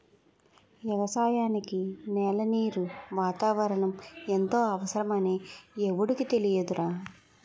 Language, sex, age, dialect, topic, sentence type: Telugu, female, 18-24, Utterandhra, agriculture, statement